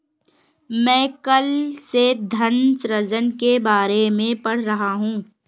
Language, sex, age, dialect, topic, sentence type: Hindi, female, 56-60, Kanauji Braj Bhasha, banking, statement